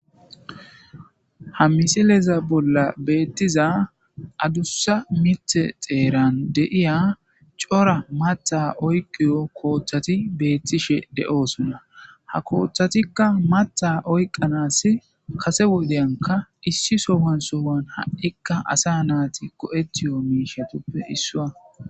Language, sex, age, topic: Gamo, male, 18-24, agriculture